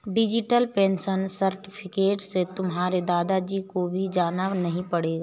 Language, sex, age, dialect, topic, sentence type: Hindi, female, 31-35, Awadhi Bundeli, banking, statement